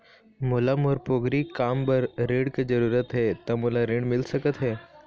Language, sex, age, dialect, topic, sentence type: Chhattisgarhi, male, 18-24, Eastern, banking, question